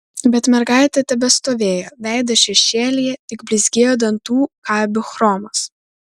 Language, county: Lithuanian, Vilnius